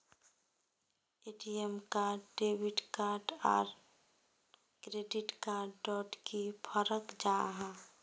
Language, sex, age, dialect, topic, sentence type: Magahi, female, 25-30, Northeastern/Surjapuri, banking, question